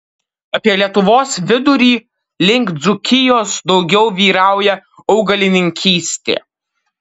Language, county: Lithuanian, Kaunas